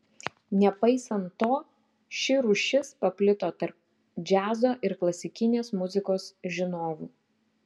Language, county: Lithuanian, Klaipėda